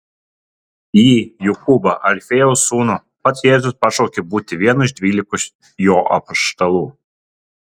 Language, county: Lithuanian, Kaunas